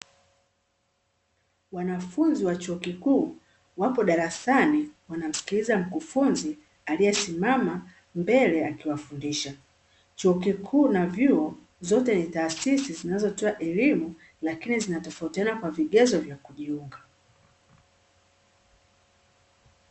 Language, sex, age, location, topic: Swahili, female, 36-49, Dar es Salaam, education